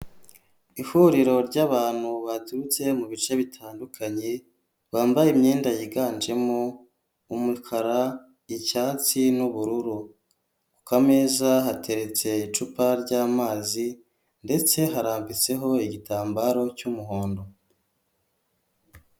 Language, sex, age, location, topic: Kinyarwanda, male, 18-24, Huye, health